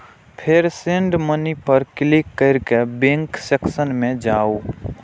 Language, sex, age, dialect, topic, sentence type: Maithili, male, 18-24, Eastern / Thethi, banking, statement